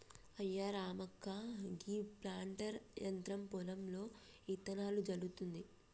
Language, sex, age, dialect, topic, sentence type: Telugu, female, 25-30, Telangana, agriculture, statement